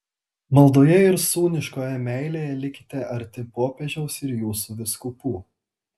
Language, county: Lithuanian, Telšiai